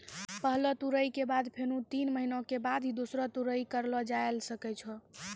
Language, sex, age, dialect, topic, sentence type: Maithili, female, 18-24, Angika, agriculture, statement